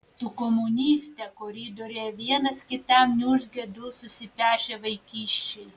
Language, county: Lithuanian, Vilnius